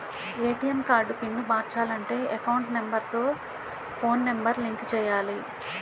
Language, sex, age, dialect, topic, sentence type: Telugu, female, 41-45, Utterandhra, banking, statement